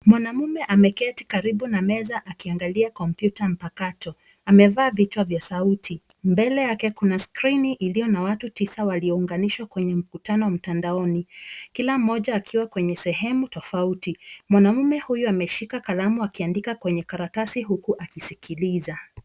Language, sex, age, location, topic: Swahili, female, 36-49, Nairobi, education